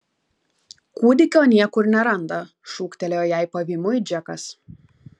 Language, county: Lithuanian, Kaunas